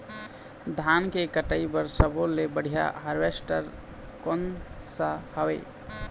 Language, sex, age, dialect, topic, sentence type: Chhattisgarhi, male, 25-30, Eastern, agriculture, question